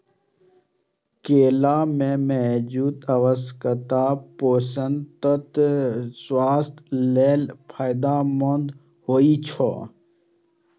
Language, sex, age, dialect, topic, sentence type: Maithili, male, 25-30, Eastern / Thethi, agriculture, statement